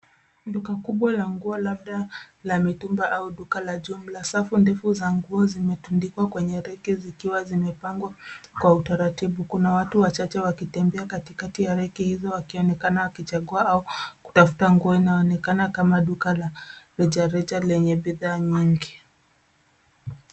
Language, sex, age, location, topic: Swahili, female, 25-35, Nairobi, finance